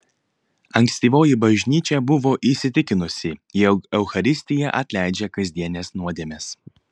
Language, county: Lithuanian, Panevėžys